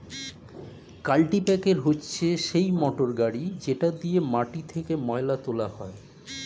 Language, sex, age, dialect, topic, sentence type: Bengali, male, 51-55, Standard Colloquial, agriculture, statement